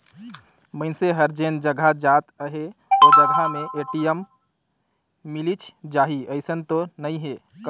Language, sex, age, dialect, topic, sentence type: Chhattisgarhi, male, 18-24, Northern/Bhandar, banking, statement